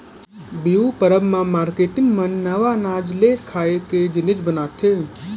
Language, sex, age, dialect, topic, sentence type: Chhattisgarhi, male, 18-24, Central, agriculture, statement